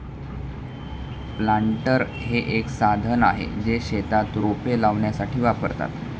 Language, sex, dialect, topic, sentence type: Marathi, male, Standard Marathi, agriculture, statement